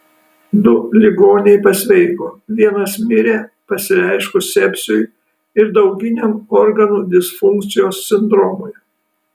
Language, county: Lithuanian, Kaunas